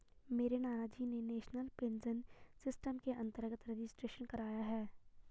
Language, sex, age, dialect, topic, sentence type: Hindi, female, 51-55, Garhwali, banking, statement